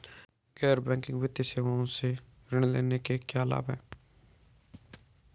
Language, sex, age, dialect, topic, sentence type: Hindi, male, 25-30, Marwari Dhudhari, banking, question